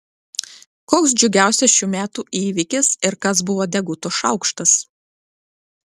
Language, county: Lithuanian, Klaipėda